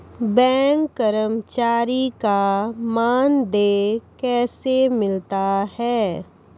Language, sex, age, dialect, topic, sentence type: Maithili, female, 41-45, Angika, banking, question